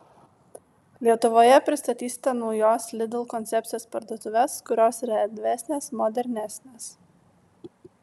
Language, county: Lithuanian, Vilnius